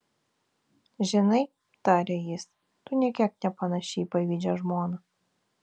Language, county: Lithuanian, Vilnius